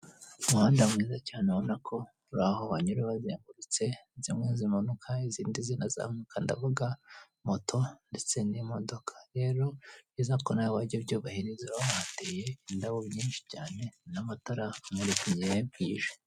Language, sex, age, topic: Kinyarwanda, female, 18-24, government